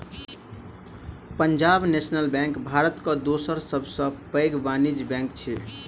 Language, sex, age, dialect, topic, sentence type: Maithili, male, 18-24, Southern/Standard, banking, statement